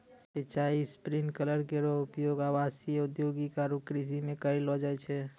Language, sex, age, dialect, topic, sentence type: Maithili, male, 25-30, Angika, agriculture, statement